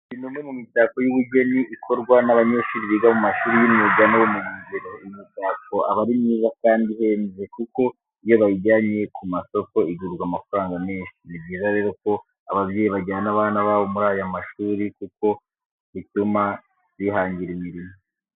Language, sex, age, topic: Kinyarwanda, male, 18-24, education